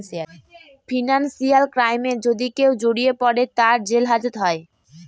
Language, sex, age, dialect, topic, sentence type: Bengali, female, <18, Northern/Varendri, banking, statement